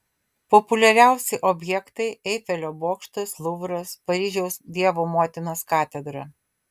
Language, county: Lithuanian, Vilnius